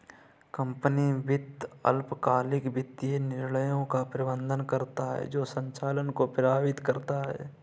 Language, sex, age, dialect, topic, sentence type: Hindi, male, 18-24, Kanauji Braj Bhasha, banking, statement